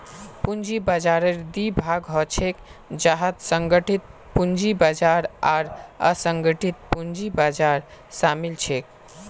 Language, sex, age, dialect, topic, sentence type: Magahi, male, 18-24, Northeastern/Surjapuri, banking, statement